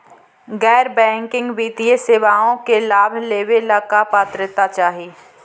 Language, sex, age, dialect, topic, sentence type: Magahi, female, 25-30, Central/Standard, banking, question